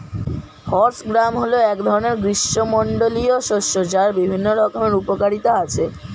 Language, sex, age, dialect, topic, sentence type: Bengali, male, 36-40, Standard Colloquial, agriculture, statement